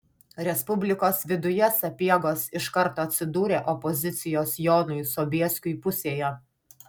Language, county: Lithuanian, Alytus